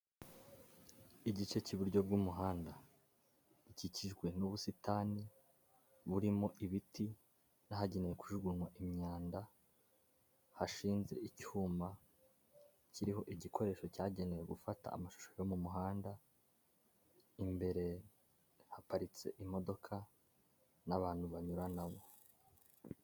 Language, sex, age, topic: Kinyarwanda, male, 18-24, government